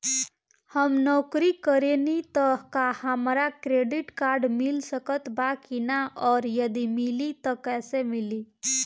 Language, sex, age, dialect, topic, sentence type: Bhojpuri, female, 18-24, Southern / Standard, banking, question